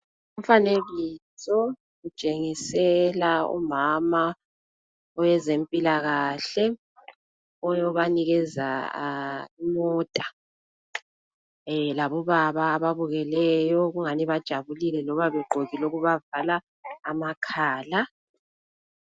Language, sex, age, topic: North Ndebele, female, 25-35, health